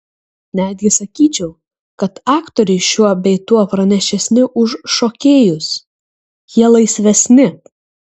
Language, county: Lithuanian, Kaunas